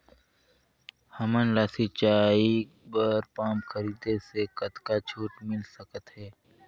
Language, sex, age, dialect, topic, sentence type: Chhattisgarhi, male, 60-100, Northern/Bhandar, agriculture, question